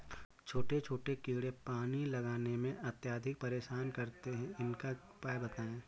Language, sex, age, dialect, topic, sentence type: Hindi, male, 25-30, Awadhi Bundeli, agriculture, question